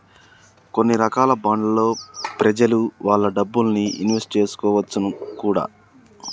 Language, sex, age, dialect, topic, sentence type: Telugu, male, 31-35, Telangana, banking, statement